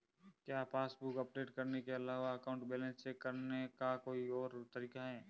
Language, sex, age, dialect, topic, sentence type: Hindi, male, 25-30, Marwari Dhudhari, banking, question